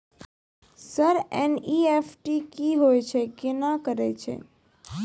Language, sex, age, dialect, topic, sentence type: Maithili, female, 25-30, Angika, banking, question